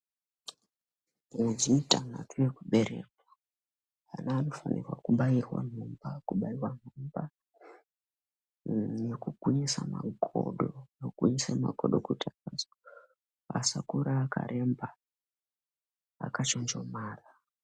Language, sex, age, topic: Ndau, male, 18-24, health